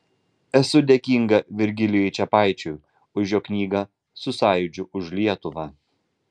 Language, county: Lithuanian, Vilnius